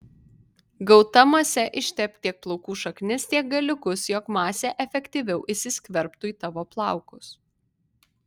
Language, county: Lithuanian, Vilnius